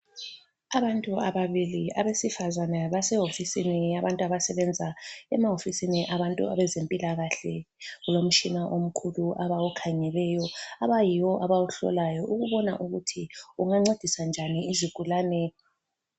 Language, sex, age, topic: North Ndebele, female, 36-49, health